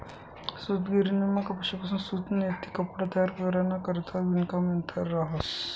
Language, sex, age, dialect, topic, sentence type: Marathi, male, 56-60, Northern Konkan, agriculture, statement